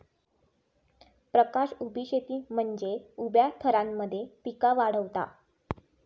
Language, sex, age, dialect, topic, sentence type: Marathi, female, 25-30, Southern Konkan, agriculture, statement